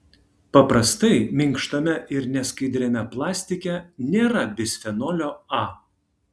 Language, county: Lithuanian, Kaunas